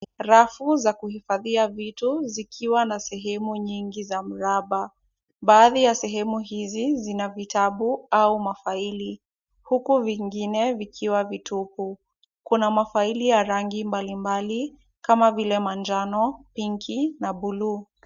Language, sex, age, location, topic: Swahili, female, 36-49, Kisumu, education